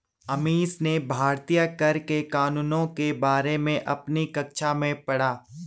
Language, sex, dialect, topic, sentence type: Hindi, male, Garhwali, banking, statement